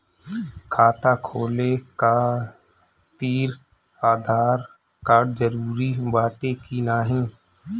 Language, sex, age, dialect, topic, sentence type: Bhojpuri, male, 25-30, Northern, banking, question